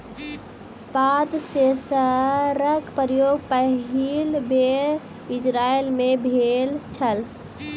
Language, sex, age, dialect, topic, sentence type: Maithili, female, 18-24, Southern/Standard, agriculture, statement